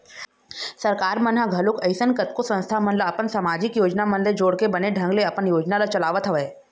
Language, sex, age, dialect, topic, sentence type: Chhattisgarhi, female, 31-35, Eastern, banking, statement